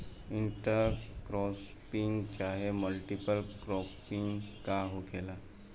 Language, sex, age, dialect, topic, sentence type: Bhojpuri, male, 18-24, Southern / Standard, agriculture, question